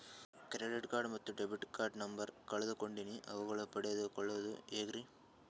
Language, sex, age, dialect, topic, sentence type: Kannada, male, 18-24, Northeastern, banking, question